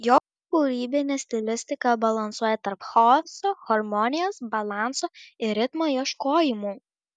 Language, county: Lithuanian, Šiauliai